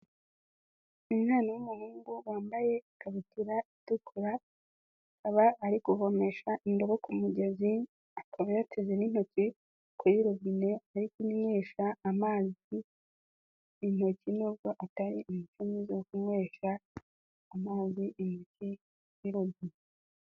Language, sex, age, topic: Kinyarwanda, female, 18-24, health